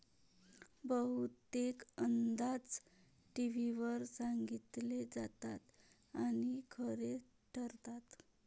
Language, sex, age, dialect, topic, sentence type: Marathi, female, 31-35, Varhadi, agriculture, statement